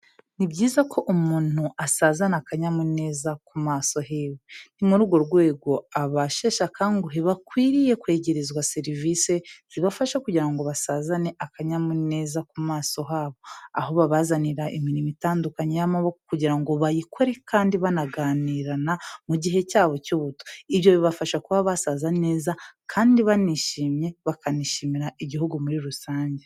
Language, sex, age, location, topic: Kinyarwanda, female, 18-24, Kigali, health